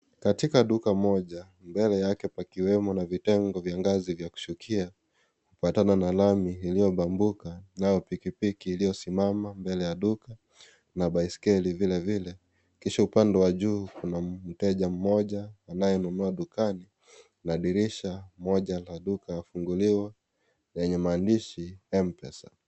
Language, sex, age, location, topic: Swahili, male, 25-35, Kisii, finance